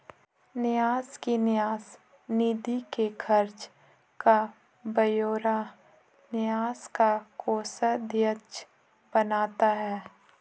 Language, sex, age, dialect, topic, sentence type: Hindi, female, 18-24, Marwari Dhudhari, banking, statement